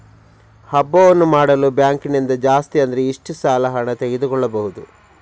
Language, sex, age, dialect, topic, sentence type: Kannada, male, 56-60, Coastal/Dakshin, banking, question